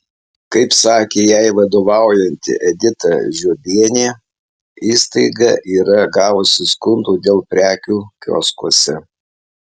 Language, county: Lithuanian, Alytus